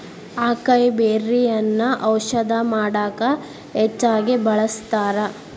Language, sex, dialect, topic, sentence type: Kannada, female, Dharwad Kannada, agriculture, statement